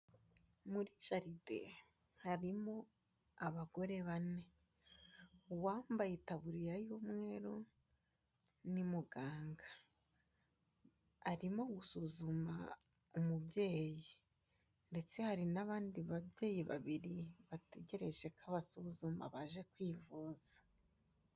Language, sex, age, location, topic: Kinyarwanda, female, 25-35, Kigali, health